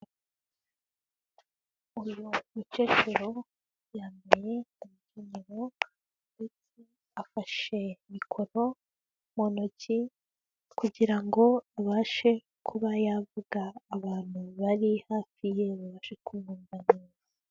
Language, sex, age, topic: Kinyarwanda, female, 18-24, health